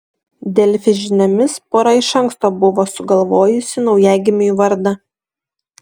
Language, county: Lithuanian, Šiauliai